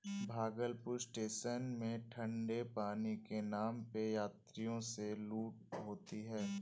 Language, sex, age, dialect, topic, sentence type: Hindi, male, 18-24, Awadhi Bundeli, agriculture, statement